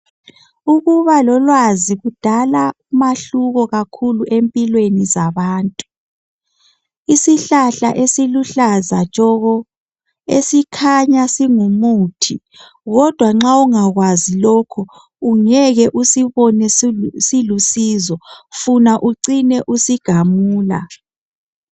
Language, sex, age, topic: North Ndebele, female, 18-24, health